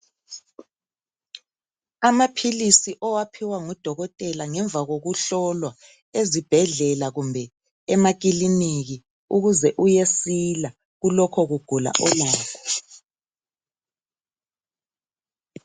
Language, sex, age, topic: North Ndebele, male, 50+, health